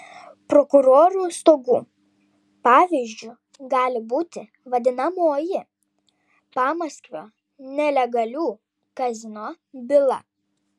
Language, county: Lithuanian, Vilnius